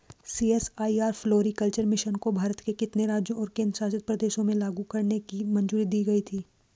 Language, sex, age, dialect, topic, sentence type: Hindi, female, 18-24, Hindustani Malvi Khadi Boli, banking, question